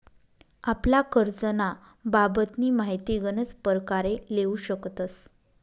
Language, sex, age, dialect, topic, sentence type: Marathi, female, 25-30, Northern Konkan, banking, statement